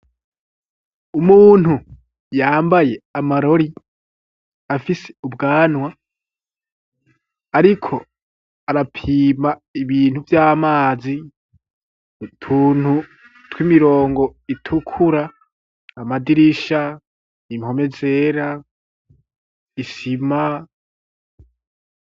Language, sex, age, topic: Rundi, female, 25-35, education